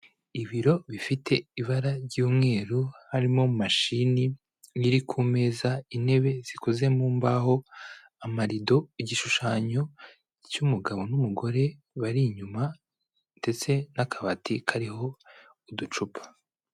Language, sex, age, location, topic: Kinyarwanda, male, 18-24, Kigali, health